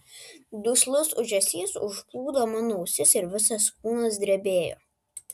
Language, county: Lithuanian, Vilnius